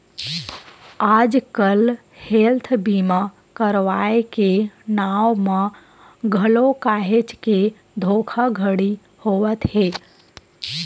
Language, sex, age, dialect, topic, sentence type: Chhattisgarhi, female, 25-30, Western/Budati/Khatahi, banking, statement